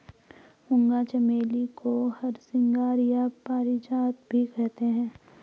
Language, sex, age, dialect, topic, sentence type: Hindi, female, 25-30, Garhwali, agriculture, statement